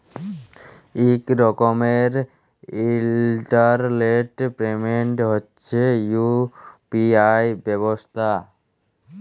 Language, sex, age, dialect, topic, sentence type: Bengali, male, 18-24, Jharkhandi, banking, statement